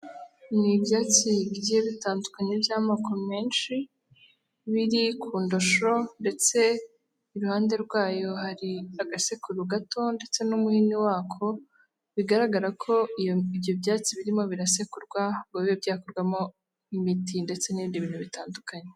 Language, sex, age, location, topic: Kinyarwanda, female, 18-24, Kigali, health